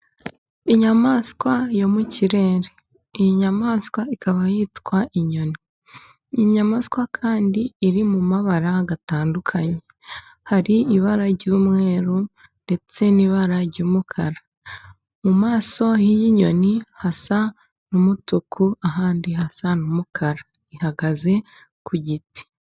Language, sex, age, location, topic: Kinyarwanda, female, 18-24, Musanze, agriculture